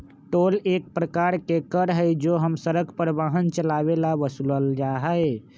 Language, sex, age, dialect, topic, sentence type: Magahi, male, 25-30, Western, banking, statement